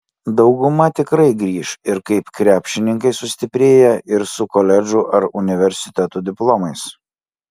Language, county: Lithuanian, Kaunas